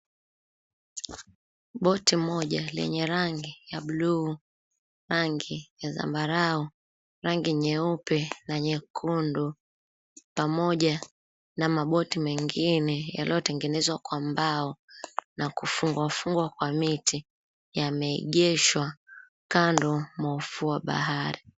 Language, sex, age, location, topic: Swahili, female, 25-35, Mombasa, government